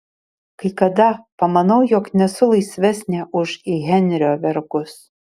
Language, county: Lithuanian, Šiauliai